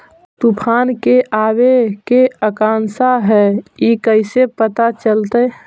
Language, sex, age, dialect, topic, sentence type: Magahi, female, 18-24, Central/Standard, agriculture, question